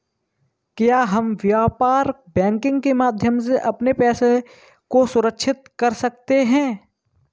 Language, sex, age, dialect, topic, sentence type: Hindi, male, 18-24, Kanauji Braj Bhasha, banking, question